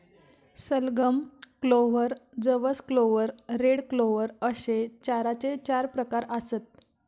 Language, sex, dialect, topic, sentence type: Marathi, female, Southern Konkan, agriculture, statement